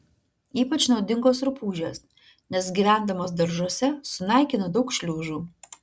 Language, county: Lithuanian, Klaipėda